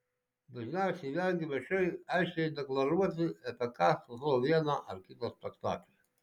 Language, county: Lithuanian, Šiauliai